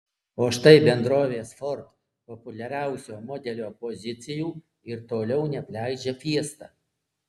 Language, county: Lithuanian, Alytus